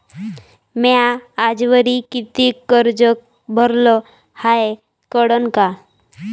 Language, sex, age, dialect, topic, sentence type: Marathi, female, 18-24, Varhadi, banking, question